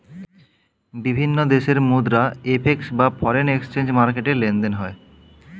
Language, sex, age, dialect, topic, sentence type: Bengali, male, 25-30, Standard Colloquial, banking, statement